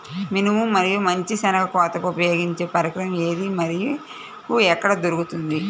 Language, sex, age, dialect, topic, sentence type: Telugu, female, 31-35, Central/Coastal, agriculture, question